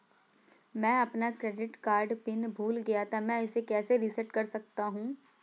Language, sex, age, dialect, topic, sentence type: Hindi, female, 18-24, Awadhi Bundeli, banking, question